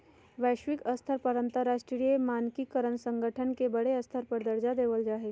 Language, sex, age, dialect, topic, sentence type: Magahi, female, 51-55, Western, banking, statement